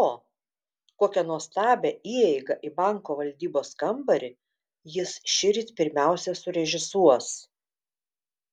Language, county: Lithuanian, Telšiai